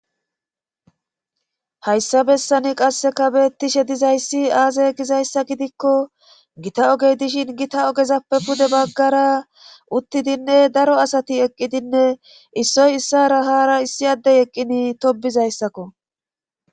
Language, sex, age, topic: Gamo, female, 36-49, government